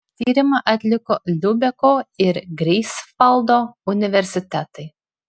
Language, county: Lithuanian, Klaipėda